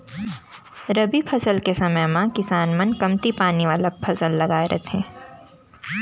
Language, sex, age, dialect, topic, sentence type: Chhattisgarhi, female, 18-24, Central, agriculture, statement